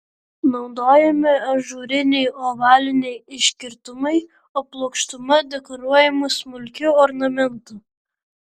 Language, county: Lithuanian, Vilnius